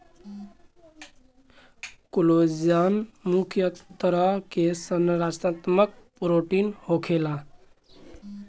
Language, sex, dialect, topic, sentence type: Bhojpuri, male, Southern / Standard, agriculture, statement